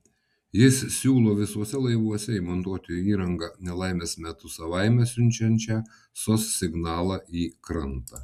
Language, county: Lithuanian, Vilnius